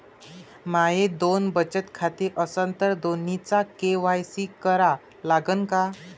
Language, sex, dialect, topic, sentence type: Marathi, male, Varhadi, banking, question